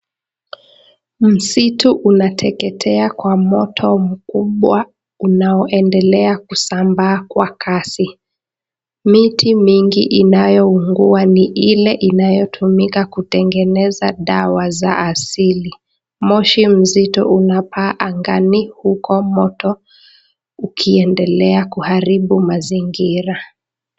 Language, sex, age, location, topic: Swahili, female, 25-35, Nakuru, health